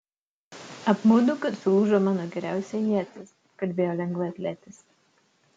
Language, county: Lithuanian, Utena